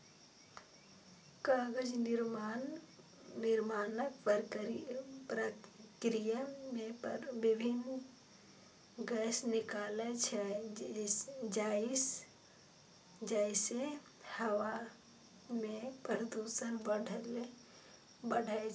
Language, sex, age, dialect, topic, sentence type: Maithili, female, 18-24, Eastern / Thethi, agriculture, statement